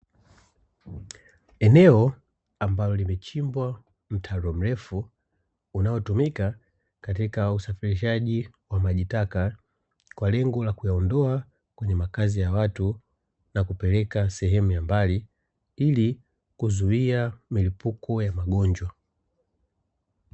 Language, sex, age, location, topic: Swahili, male, 25-35, Dar es Salaam, government